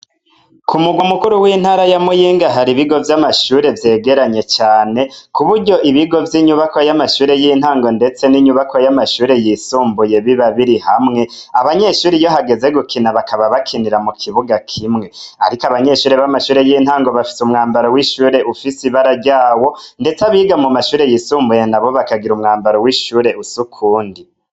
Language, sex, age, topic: Rundi, male, 25-35, education